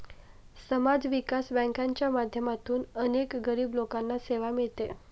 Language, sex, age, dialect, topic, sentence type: Marathi, female, 18-24, Standard Marathi, banking, statement